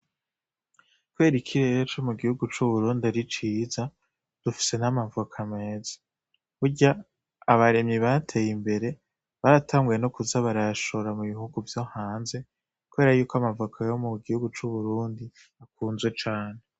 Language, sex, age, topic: Rundi, male, 18-24, agriculture